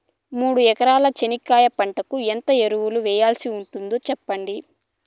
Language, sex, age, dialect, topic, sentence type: Telugu, female, 18-24, Southern, agriculture, question